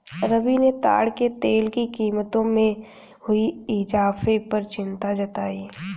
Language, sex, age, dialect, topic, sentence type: Hindi, female, 31-35, Hindustani Malvi Khadi Boli, agriculture, statement